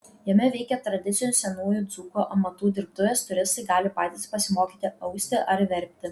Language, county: Lithuanian, Kaunas